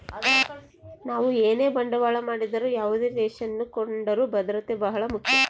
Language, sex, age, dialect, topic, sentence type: Kannada, female, 18-24, Central, banking, statement